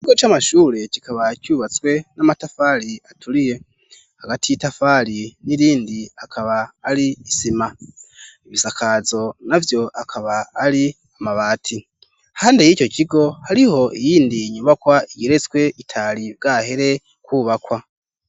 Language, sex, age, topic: Rundi, male, 18-24, education